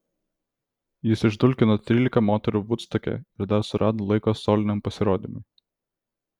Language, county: Lithuanian, Vilnius